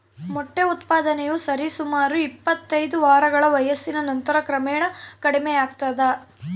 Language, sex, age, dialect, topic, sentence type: Kannada, female, 18-24, Central, agriculture, statement